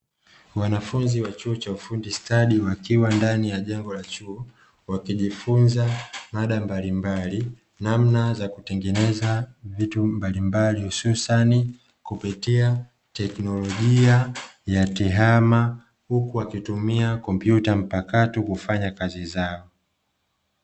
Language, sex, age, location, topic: Swahili, male, 25-35, Dar es Salaam, education